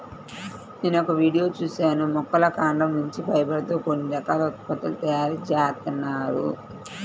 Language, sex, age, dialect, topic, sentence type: Telugu, female, 31-35, Central/Coastal, agriculture, statement